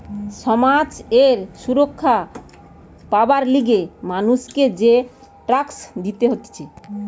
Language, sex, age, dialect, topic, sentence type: Bengali, female, 18-24, Western, banking, statement